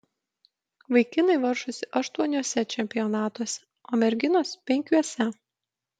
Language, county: Lithuanian, Kaunas